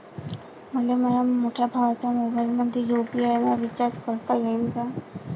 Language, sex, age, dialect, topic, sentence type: Marathi, female, 18-24, Varhadi, banking, question